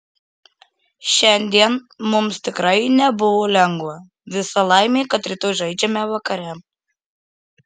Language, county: Lithuanian, Marijampolė